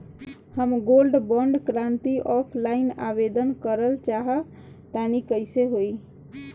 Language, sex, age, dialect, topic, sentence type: Bhojpuri, female, 25-30, Southern / Standard, banking, question